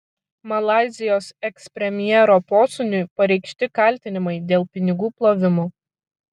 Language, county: Lithuanian, Kaunas